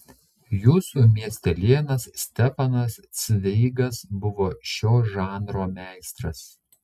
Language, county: Lithuanian, Šiauliai